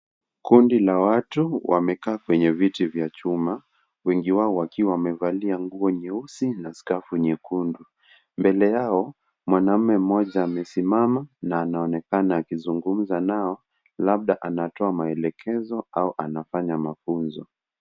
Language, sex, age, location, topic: Swahili, male, 25-35, Kisii, government